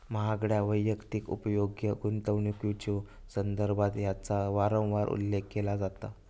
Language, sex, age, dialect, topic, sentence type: Marathi, male, 18-24, Southern Konkan, banking, statement